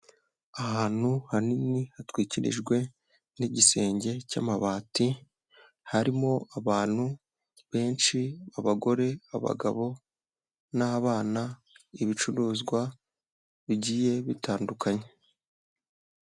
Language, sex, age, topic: Kinyarwanda, male, 18-24, health